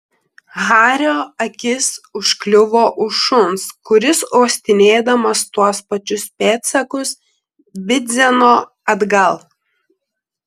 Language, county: Lithuanian, Klaipėda